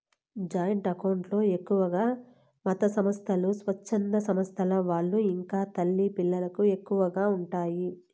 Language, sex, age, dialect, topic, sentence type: Telugu, female, 18-24, Southern, banking, statement